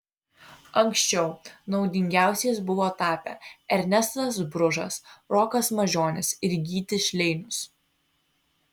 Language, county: Lithuanian, Vilnius